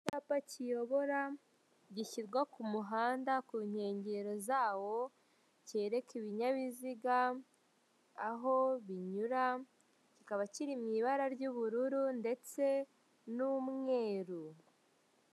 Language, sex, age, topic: Kinyarwanda, female, 18-24, government